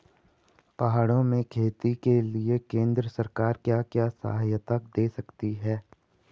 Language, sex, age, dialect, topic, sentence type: Hindi, female, 18-24, Garhwali, agriculture, question